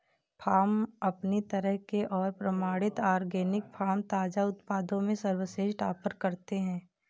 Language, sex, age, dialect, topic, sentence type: Hindi, female, 18-24, Marwari Dhudhari, agriculture, statement